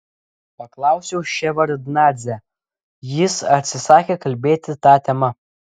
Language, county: Lithuanian, Klaipėda